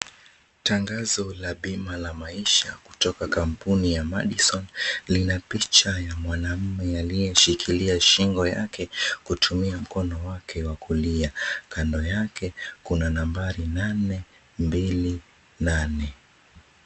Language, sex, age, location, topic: Swahili, male, 18-24, Mombasa, finance